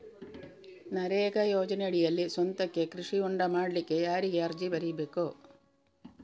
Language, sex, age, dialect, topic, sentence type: Kannada, female, 41-45, Coastal/Dakshin, agriculture, question